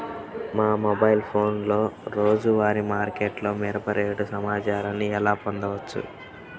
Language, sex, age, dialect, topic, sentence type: Telugu, male, 31-35, Central/Coastal, agriculture, question